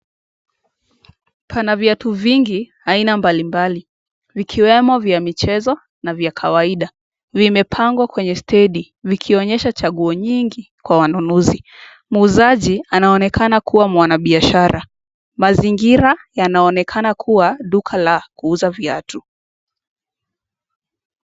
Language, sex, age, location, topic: Swahili, female, 18-24, Nakuru, finance